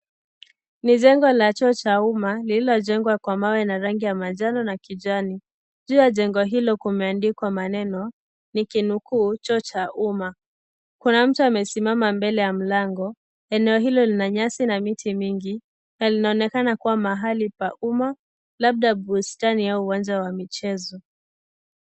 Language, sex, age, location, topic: Swahili, female, 18-24, Kisii, health